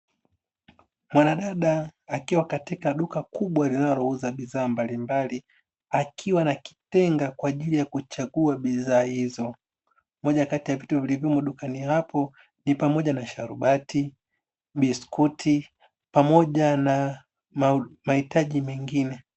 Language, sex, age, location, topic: Swahili, male, 25-35, Dar es Salaam, finance